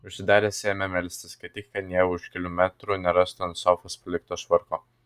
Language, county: Lithuanian, Vilnius